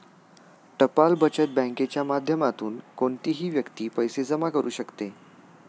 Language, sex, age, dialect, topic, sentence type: Marathi, male, 18-24, Standard Marathi, banking, statement